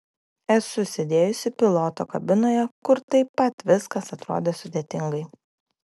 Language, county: Lithuanian, Klaipėda